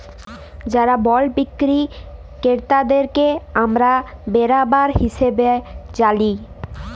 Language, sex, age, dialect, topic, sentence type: Bengali, female, 18-24, Jharkhandi, banking, statement